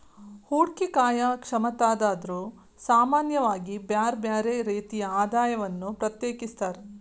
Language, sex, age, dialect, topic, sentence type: Kannada, female, 36-40, Dharwad Kannada, banking, statement